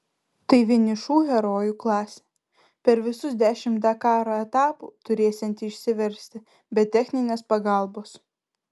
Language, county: Lithuanian, Vilnius